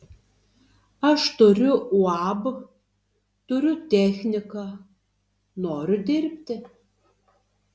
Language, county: Lithuanian, Tauragė